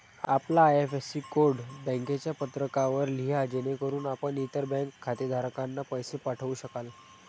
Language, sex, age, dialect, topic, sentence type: Marathi, male, 31-35, Standard Marathi, banking, statement